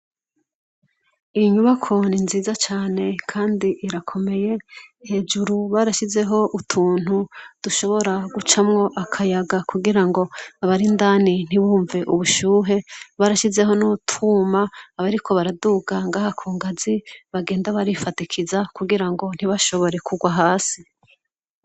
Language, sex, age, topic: Rundi, female, 25-35, education